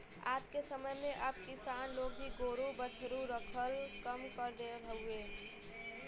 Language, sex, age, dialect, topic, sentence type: Bhojpuri, female, 18-24, Western, agriculture, statement